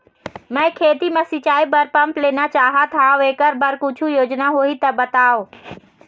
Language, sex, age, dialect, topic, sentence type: Chhattisgarhi, female, 18-24, Eastern, banking, question